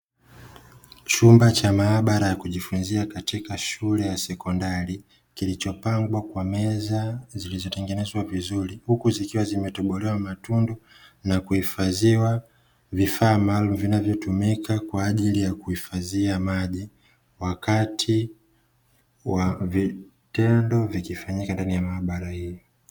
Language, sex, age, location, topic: Swahili, male, 25-35, Dar es Salaam, education